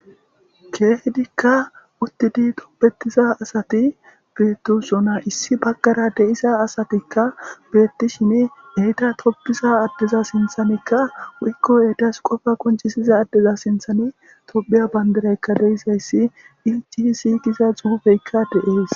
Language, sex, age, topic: Gamo, male, 18-24, government